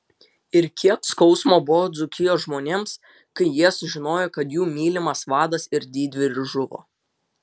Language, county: Lithuanian, Utena